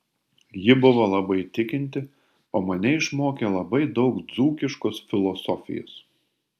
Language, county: Lithuanian, Panevėžys